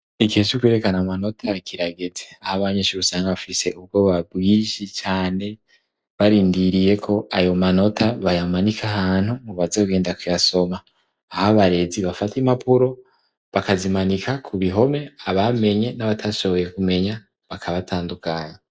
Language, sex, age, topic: Rundi, male, 18-24, education